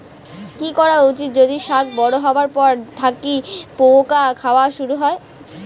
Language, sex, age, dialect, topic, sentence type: Bengali, female, 18-24, Rajbangshi, agriculture, question